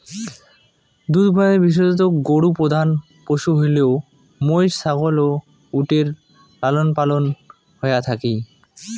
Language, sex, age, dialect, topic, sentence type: Bengali, male, 18-24, Rajbangshi, agriculture, statement